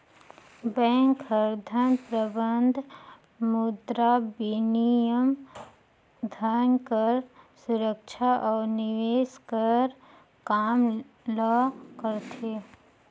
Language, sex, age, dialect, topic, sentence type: Chhattisgarhi, female, 36-40, Northern/Bhandar, banking, statement